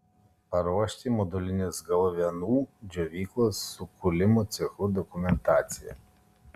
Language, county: Lithuanian, Kaunas